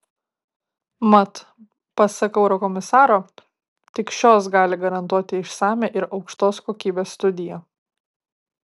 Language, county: Lithuanian, Kaunas